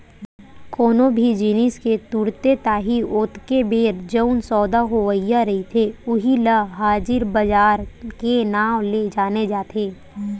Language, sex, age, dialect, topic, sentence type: Chhattisgarhi, female, 18-24, Western/Budati/Khatahi, banking, statement